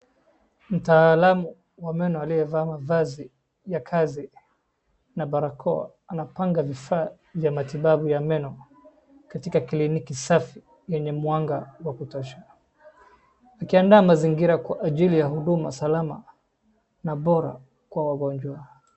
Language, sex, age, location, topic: Swahili, male, 25-35, Wajir, health